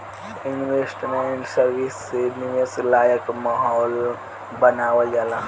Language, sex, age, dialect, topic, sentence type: Bhojpuri, male, <18, Southern / Standard, banking, statement